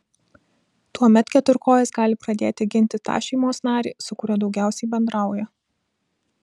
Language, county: Lithuanian, Vilnius